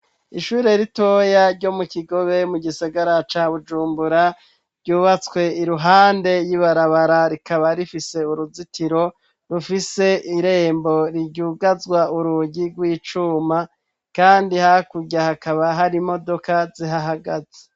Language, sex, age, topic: Rundi, male, 36-49, education